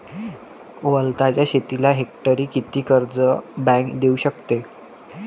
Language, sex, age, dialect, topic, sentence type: Marathi, male, <18, Varhadi, agriculture, question